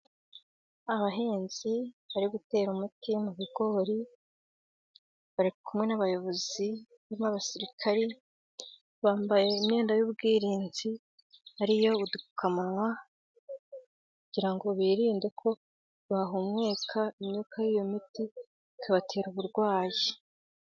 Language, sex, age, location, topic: Kinyarwanda, female, 18-24, Gakenke, agriculture